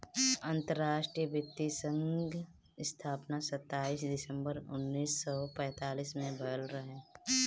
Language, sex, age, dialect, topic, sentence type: Bhojpuri, female, 25-30, Northern, banking, statement